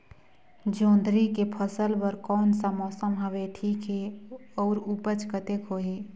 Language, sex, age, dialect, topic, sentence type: Chhattisgarhi, female, 25-30, Northern/Bhandar, agriculture, question